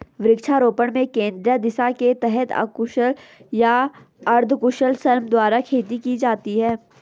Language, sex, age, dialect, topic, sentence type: Hindi, female, 18-24, Garhwali, agriculture, statement